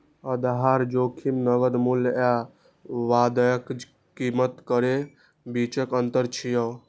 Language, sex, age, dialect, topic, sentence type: Maithili, male, 18-24, Eastern / Thethi, banking, statement